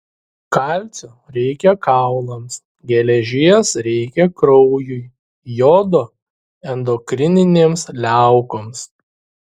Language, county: Lithuanian, Šiauliai